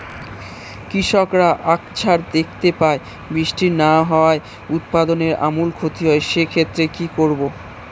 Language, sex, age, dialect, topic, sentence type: Bengali, male, 18-24, Standard Colloquial, agriculture, question